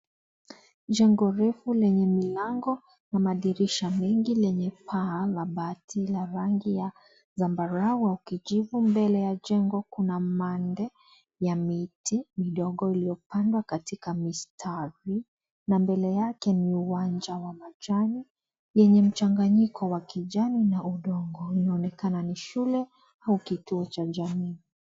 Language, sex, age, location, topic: Swahili, female, 18-24, Kisii, education